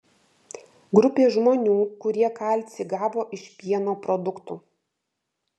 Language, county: Lithuanian, Vilnius